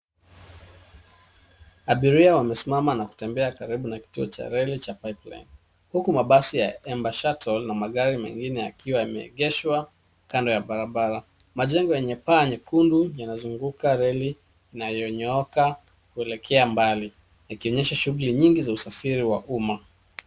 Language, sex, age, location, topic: Swahili, male, 36-49, Nairobi, government